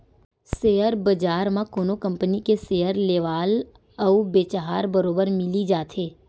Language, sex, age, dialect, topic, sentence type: Chhattisgarhi, female, 18-24, Western/Budati/Khatahi, banking, statement